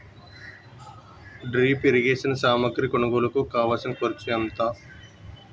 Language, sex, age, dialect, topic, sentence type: Telugu, male, 25-30, Utterandhra, agriculture, question